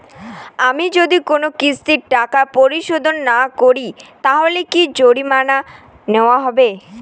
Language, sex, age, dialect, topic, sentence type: Bengali, female, 18-24, Rajbangshi, banking, question